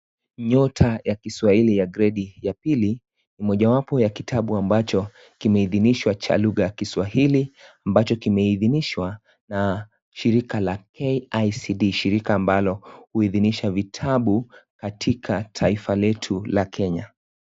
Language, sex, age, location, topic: Swahili, male, 25-35, Kisii, education